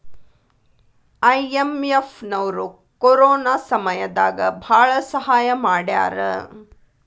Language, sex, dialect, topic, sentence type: Kannada, female, Dharwad Kannada, banking, statement